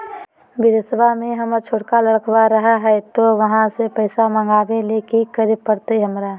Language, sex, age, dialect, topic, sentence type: Magahi, female, 18-24, Southern, banking, question